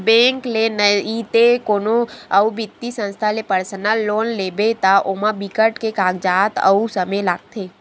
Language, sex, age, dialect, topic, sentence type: Chhattisgarhi, female, 60-100, Western/Budati/Khatahi, banking, statement